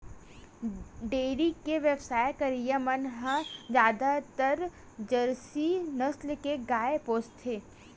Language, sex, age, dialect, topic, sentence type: Chhattisgarhi, female, 18-24, Western/Budati/Khatahi, agriculture, statement